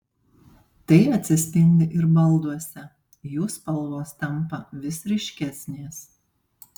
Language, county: Lithuanian, Panevėžys